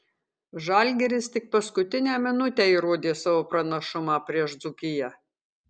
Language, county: Lithuanian, Kaunas